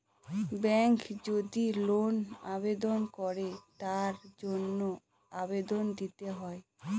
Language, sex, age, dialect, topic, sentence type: Bengali, female, 18-24, Northern/Varendri, banking, statement